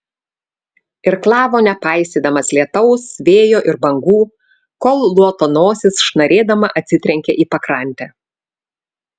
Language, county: Lithuanian, Vilnius